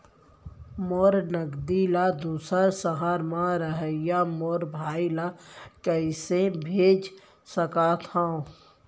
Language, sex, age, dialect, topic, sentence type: Chhattisgarhi, female, 31-35, Central, banking, question